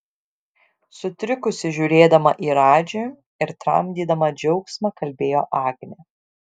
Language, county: Lithuanian, Šiauliai